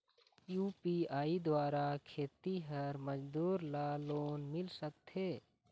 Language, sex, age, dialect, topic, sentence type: Chhattisgarhi, male, 18-24, Eastern, banking, question